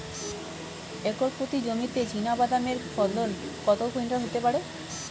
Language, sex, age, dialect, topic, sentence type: Bengali, female, 31-35, Standard Colloquial, agriculture, question